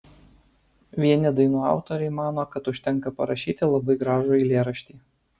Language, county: Lithuanian, Alytus